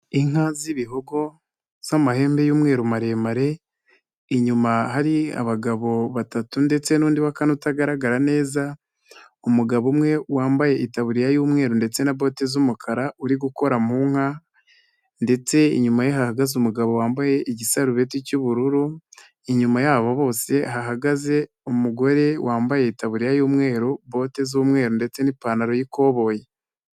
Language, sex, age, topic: Kinyarwanda, male, 25-35, agriculture